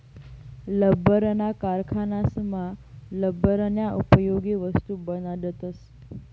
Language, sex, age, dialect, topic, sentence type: Marathi, female, 18-24, Northern Konkan, agriculture, statement